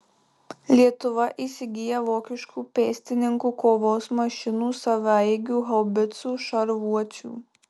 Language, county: Lithuanian, Marijampolė